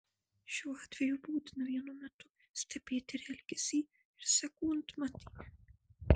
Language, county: Lithuanian, Marijampolė